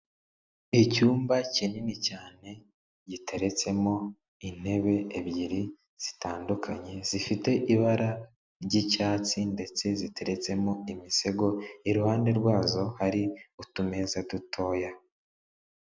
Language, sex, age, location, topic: Kinyarwanda, male, 36-49, Kigali, finance